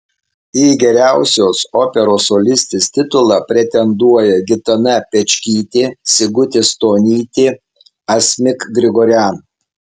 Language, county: Lithuanian, Alytus